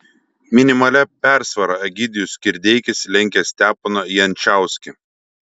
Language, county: Lithuanian, Šiauliai